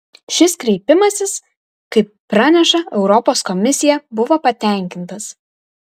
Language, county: Lithuanian, Vilnius